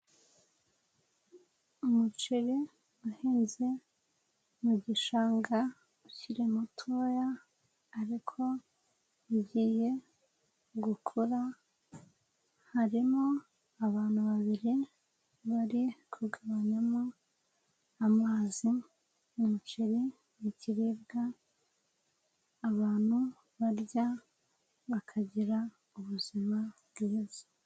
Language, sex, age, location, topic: Kinyarwanda, female, 18-24, Nyagatare, agriculture